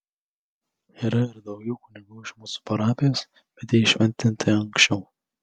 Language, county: Lithuanian, Vilnius